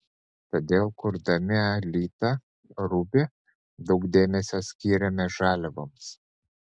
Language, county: Lithuanian, Panevėžys